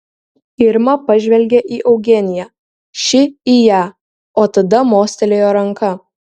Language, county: Lithuanian, Kaunas